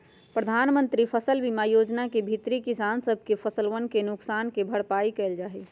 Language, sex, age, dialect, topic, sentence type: Magahi, female, 60-100, Western, agriculture, statement